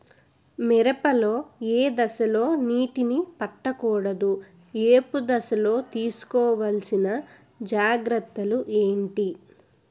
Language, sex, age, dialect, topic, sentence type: Telugu, female, 18-24, Utterandhra, agriculture, question